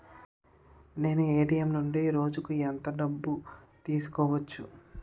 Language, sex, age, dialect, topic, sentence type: Telugu, male, 18-24, Utterandhra, banking, question